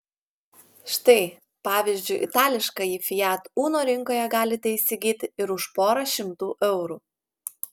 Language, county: Lithuanian, Klaipėda